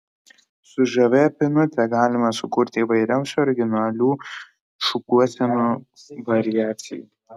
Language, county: Lithuanian, Kaunas